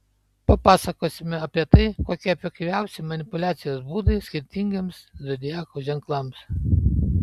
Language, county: Lithuanian, Panevėžys